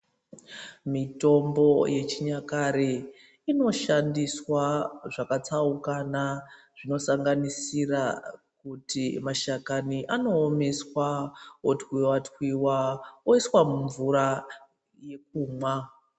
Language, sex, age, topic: Ndau, female, 25-35, health